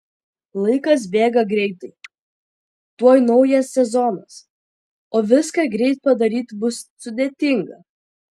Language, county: Lithuanian, Vilnius